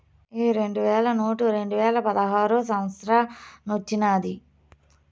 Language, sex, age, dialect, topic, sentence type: Telugu, female, 25-30, Southern, banking, statement